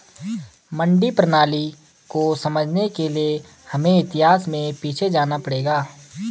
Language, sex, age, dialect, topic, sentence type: Hindi, male, 18-24, Garhwali, agriculture, statement